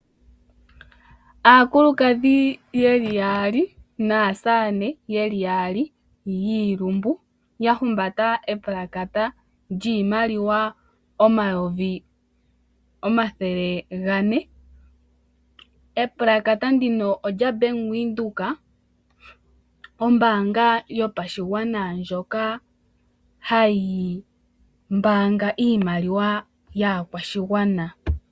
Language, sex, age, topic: Oshiwambo, female, 18-24, finance